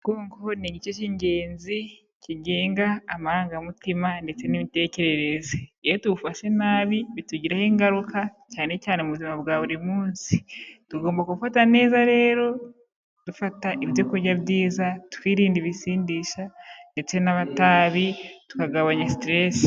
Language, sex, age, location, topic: Kinyarwanda, female, 25-35, Kigali, health